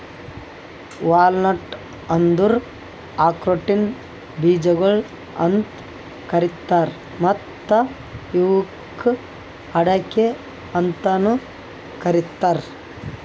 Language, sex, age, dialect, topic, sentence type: Kannada, male, 25-30, Northeastern, agriculture, statement